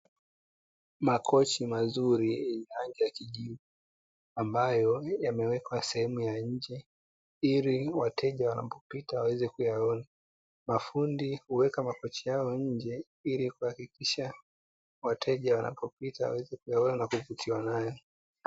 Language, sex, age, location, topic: Swahili, female, 18-24, Dar es Salaam, finance